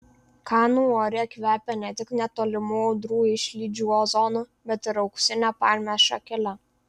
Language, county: Lithuanian, Vilnius